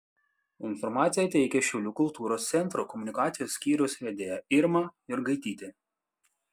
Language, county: Lithuanian, Panevėžys